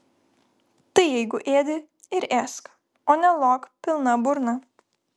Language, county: Lithuanian, Vilnius